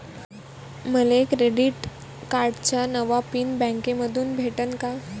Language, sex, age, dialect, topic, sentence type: Marathi, female, 18-24, Varhadi, banking, question